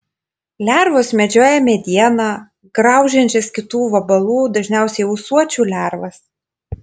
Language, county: Lithuanian, Panevėžys